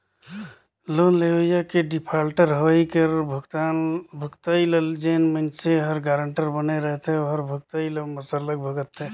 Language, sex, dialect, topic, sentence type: Chhattisgarhi, male, Northern/Bhandar, banking, statement